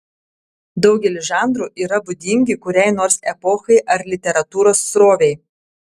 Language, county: Lithuanian, Telšiai